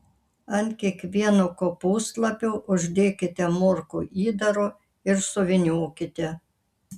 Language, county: Lithuanian, Kaunas